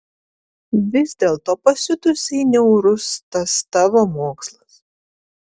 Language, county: Lithuanian, Vilnius